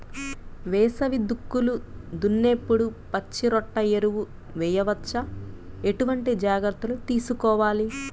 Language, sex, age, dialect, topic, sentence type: Telugu, female, 25-30, Central/Coastal, agriculture, question